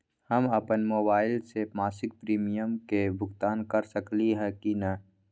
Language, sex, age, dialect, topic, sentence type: Magahi, male, 18-24, Western, banking, question